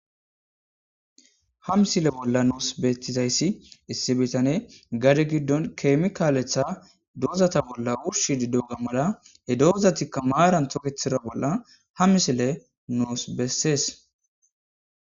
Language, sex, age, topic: Gamo, male, 25-35, agriculture